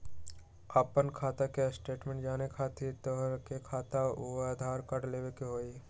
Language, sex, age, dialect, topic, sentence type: Magahi, male, 18-24, Western, banking, question